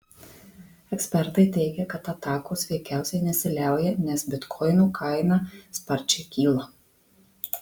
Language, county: Lithuanian, Marijampolė